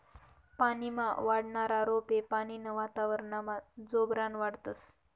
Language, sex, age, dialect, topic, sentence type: Marathi, female, 18-24, Northern Konkan, agriculture, statement